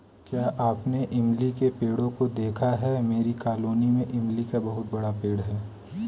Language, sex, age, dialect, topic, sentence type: Hindi, male, 18-24, Kanauji Braj Bhasha, agriculture, statement